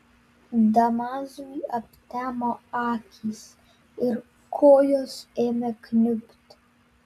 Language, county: Lithuanian, Vilnius